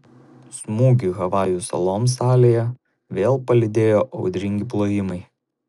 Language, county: Lithuanian, Šiauliai